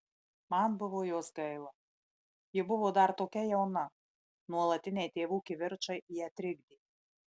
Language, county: Lithuanian, Marijampolė